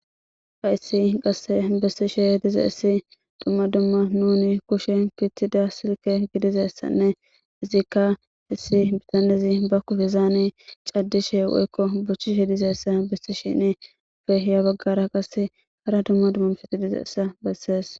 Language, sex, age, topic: Gamo, female, 18-24, government